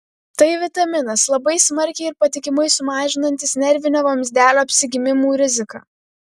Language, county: Lithuanian, Vilnius